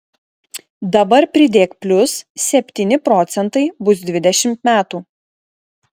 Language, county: Lithuanian, Klaipėda